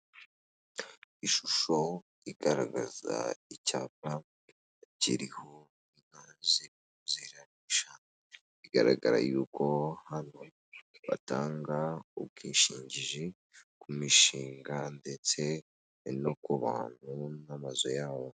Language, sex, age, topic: Kinyarwanda, female, 18-24, finance